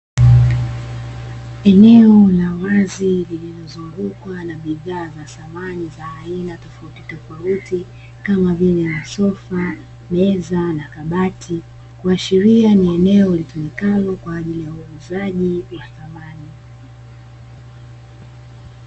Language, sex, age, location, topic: Swahili, female, 18-24, Dar es Salaam, finance